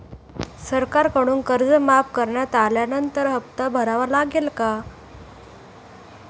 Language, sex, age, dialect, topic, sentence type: Marathi, female, 41-45, Standard Marathi, banking, question